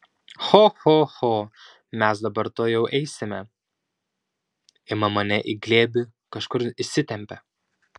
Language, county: Lithuanian, Šiauliai